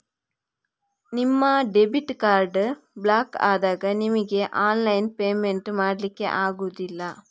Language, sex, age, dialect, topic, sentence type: Kannada, female, 41-45, Coastal/Dakshin, banking, statement